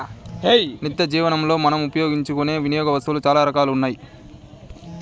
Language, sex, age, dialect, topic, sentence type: Telugu, male, 18-24, Southern, banking, statement